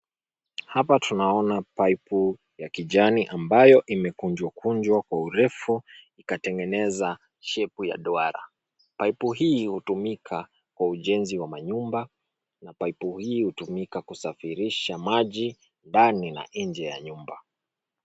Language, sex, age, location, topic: Swahili, male, 25-35, Nairobi, government